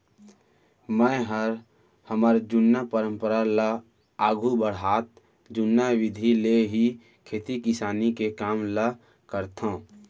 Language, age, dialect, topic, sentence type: Chhattisgarhi, 18-24, Central, agriculture, statement